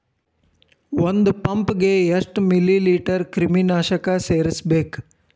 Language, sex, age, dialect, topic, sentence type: Kannada, male, 18-24, Dharwad Kannada, agriculture, question